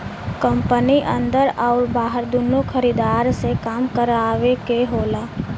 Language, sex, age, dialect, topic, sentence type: Bhojpuri, female, 18-24, Western, banking, statement